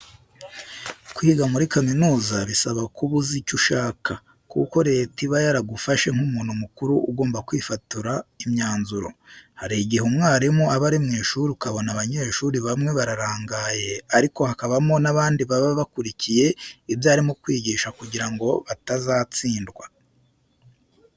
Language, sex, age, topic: Kinyarwanda, male, 25-35, education